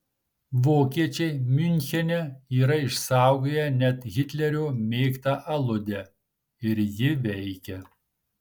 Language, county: Lithuanian, Marijampolė